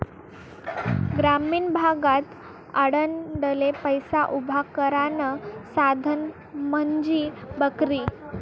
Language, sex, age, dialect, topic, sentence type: Marathi, female, 18-24, Northern Konkan, agriculture, statement